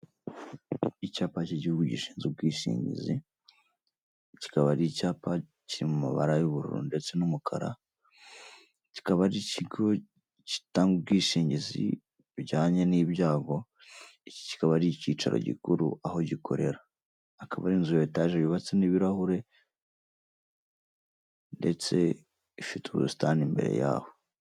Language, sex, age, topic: Kinyarwanda, female, 25-35, finance